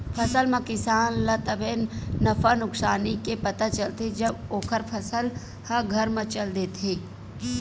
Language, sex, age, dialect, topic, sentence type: Chhattisgarhi, female, 18-24, Western/Budati/Khatahi, agriculture, statement